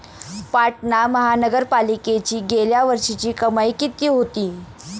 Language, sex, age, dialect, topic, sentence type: Marathi, female, 18-24, Standard Marathi, banking, statement